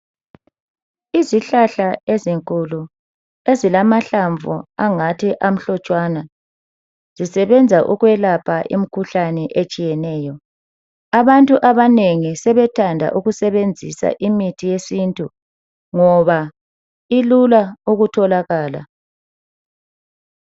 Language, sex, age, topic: North Ndebele, male, 50+, health